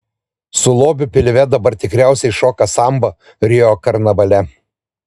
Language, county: Lithuanian, Vilnius